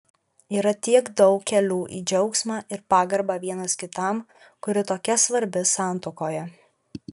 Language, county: Lithuanian, Alytus